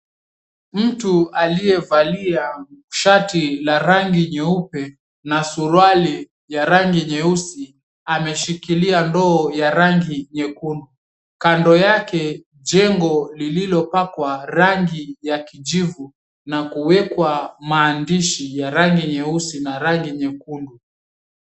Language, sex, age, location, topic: Swahili, male, 18-24, Mombasa, health